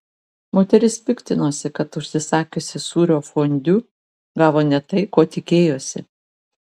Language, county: Lithuanian, Vilnius